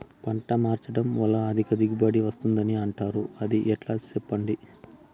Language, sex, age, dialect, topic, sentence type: Telugu, male, 36-40, Southern, agriculture, question